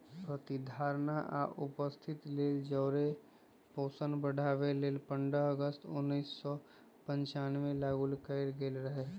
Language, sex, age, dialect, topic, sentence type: Magahi, male, 25-30, Western, agriculture, statement